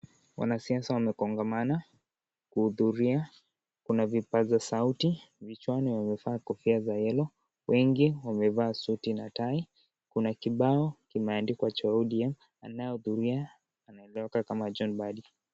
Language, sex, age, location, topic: Swahili, male, 18-24, Kisii, government